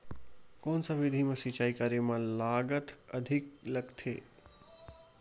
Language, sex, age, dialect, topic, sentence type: Chhattisgarhi, male, 60-100, Western/Budati/Khatahi, agriculture, question